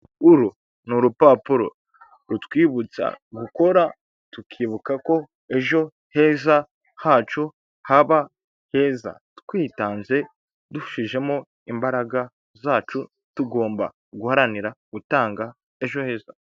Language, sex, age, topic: Kinyarwanda, male, 25-35, finance